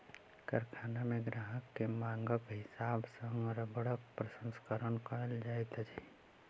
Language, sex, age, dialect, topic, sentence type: Maithili, male, 25-30, Southern/Standard, agriculture, statement